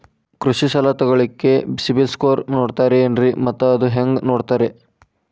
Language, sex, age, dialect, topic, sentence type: Kannada, male, 18-24, Dharwad Kannada, banking, question